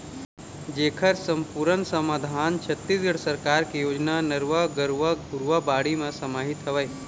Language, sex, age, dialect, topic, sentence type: Chhattisgarhi, male, 25-30, Eastern, agriculture, statement